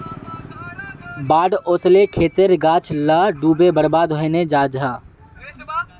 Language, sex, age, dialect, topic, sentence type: Magahi, male, 18-24, Northeastern/Surjapuri, agriculture, statement